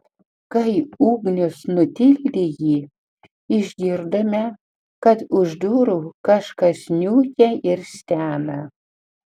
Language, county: Lithuanian, Panevėžys